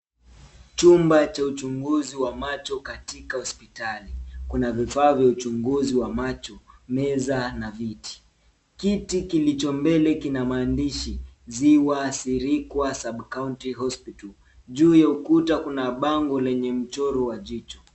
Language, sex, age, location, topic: Swahili, male, 18-24, Nairobi, health